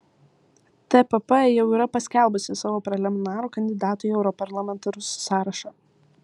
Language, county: Lithuanian, Vilnius